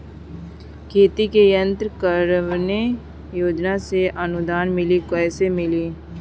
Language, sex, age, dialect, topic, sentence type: Bhojpuri, male, 31-35, Northern, agriculture, question